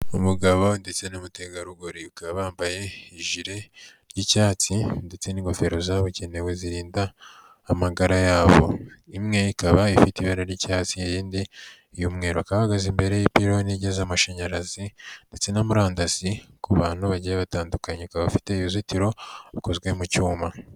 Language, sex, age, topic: Kinyarwanda, male, 18-24, government